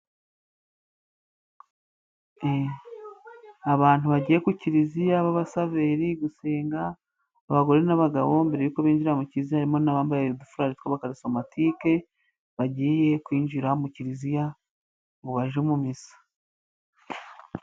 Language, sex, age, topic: Kinyarwanda, female, 36-49, government